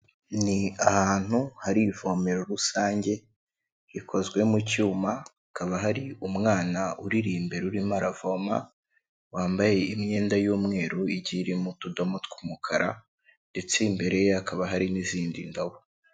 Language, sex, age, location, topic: Kinyarwanda, male, 25-35, Kigali, health